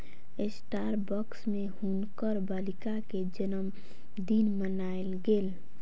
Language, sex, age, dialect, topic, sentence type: Maithili, female, 18-24, Southern/Standard, agriculture, statement